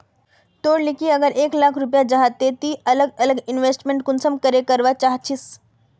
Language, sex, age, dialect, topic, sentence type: Magahi, female, 56-60, Northeastern/Surjapuri, banking, question